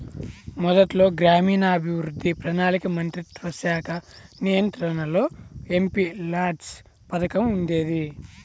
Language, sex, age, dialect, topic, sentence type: Telugu, male, 18-24, Central/Coastal, banking, statement